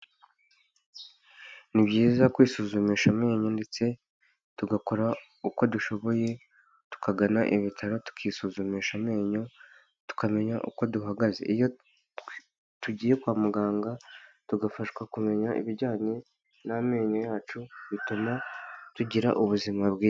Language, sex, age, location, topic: Kinyarwanda, male, 25-35, Huye, health